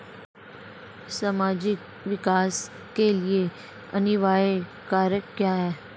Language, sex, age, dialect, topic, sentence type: Hindi, female, 25-30, Marwari Dhudhari, banking, question